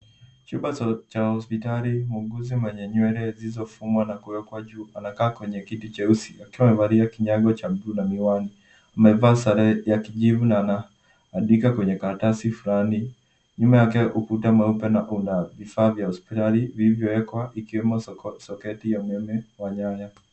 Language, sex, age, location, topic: Swahili, female, 50+, Nairobi, health